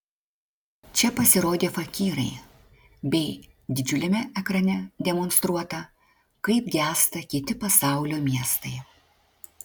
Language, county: Lithuanian, Klaipėda